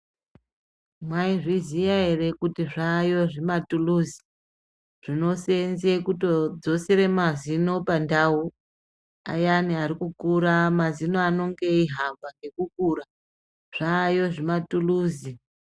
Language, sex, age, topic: Ndau, female, 36-49, health